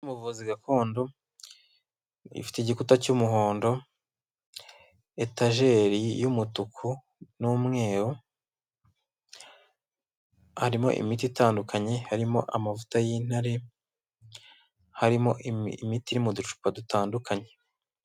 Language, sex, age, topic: Kinyarwanda, male, 25-35, health